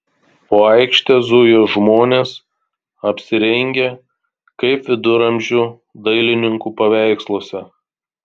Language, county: Lithuanian, Tauragė